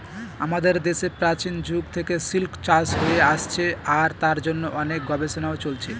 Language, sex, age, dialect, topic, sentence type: Bengali, male, 18-24, Northern/Varendri, agriculture, statement